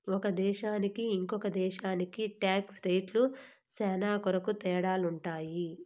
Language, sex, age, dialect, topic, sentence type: Telugu, female, 18-24, Southern, banking, statement